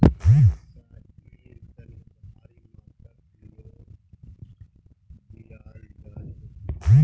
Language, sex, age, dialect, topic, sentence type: Magahi, male, 18-24, Northeastern/Surjapuri, banking, statement